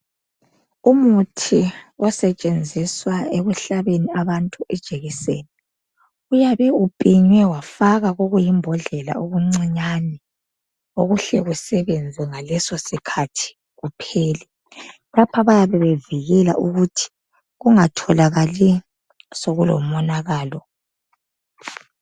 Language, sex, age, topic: North Ndebele, female, 25-35, health